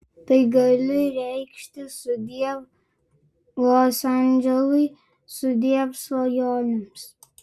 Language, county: Lithuanian, Vilnius